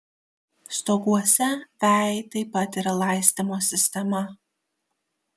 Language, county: Lithuanian, Kaunas